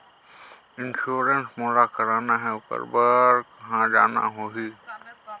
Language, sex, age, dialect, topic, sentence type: Chhattisgarhi, male, 31-35, Northern/Bhandar, agriculture, question